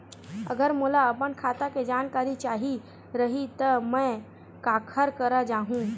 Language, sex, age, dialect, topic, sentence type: Chhattisgarhi, male, 25-30, Western/Budati/Khatahi, banking, question